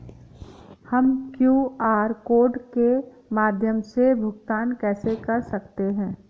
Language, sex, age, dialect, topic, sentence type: Hindi, female, 18-24, Awadhi Bundeli, banking, question